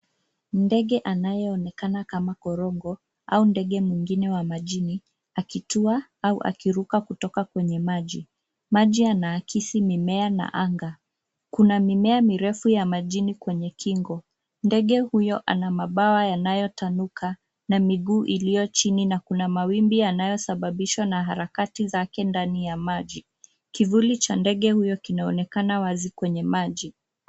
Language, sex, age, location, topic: Swahili, female, 25-35, Nairobi, government